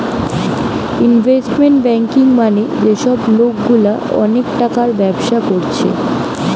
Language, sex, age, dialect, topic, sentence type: Bengali, female, 18-24, Western, banking, statement